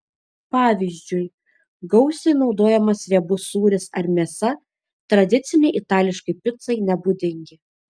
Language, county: Lithuanian, Šiauliai